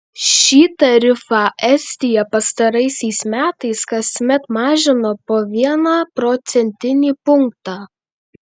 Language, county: Lithuanian, Panevėžys